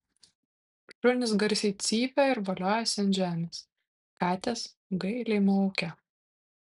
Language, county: Lithuanian, Kaunas